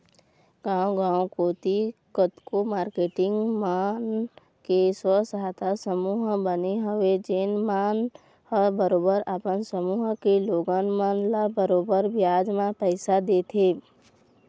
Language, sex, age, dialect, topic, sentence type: Chhattisgarhi, female, 18-24, Eastern, banking, statement